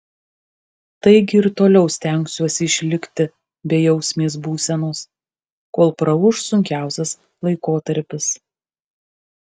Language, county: Lithuanian, Kaunas